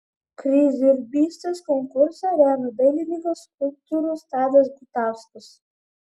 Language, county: Lithuanian, Vilnius